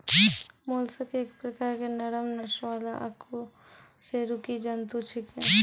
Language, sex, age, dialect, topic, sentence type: Maithili, female, 18-24, Angika, agriculture, statement